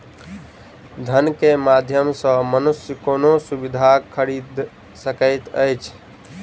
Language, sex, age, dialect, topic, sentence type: Maithili, male, 25-30, Southern/Standard, banking, statement